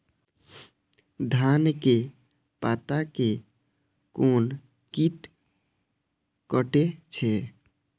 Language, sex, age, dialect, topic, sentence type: Maithili, male, 25-30, Eastern / Thethi, agriculture, question